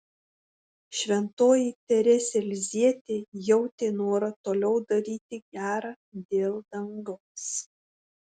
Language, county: Lithuanian, Šiauliai